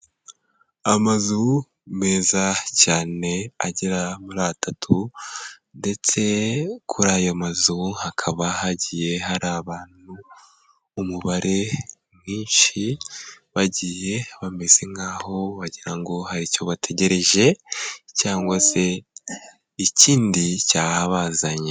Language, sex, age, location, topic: Kinyarwanda, male, 18-24, Kigali, health